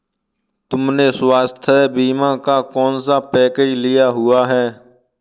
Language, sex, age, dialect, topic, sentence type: Hindi, male, 18-24, Kanauji Braj Bhasha, banking, statement